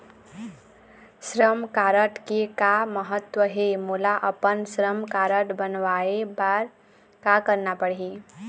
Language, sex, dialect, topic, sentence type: Chhattisgarhi, female, Eastern, banking, question